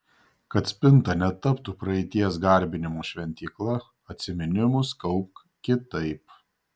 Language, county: Lithuanian, Šiauliai